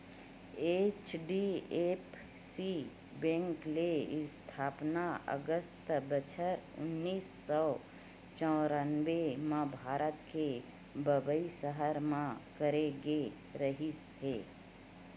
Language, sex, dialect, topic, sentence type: Chhattisgarhi, female, Western/Budati/Khatahi, banking, statement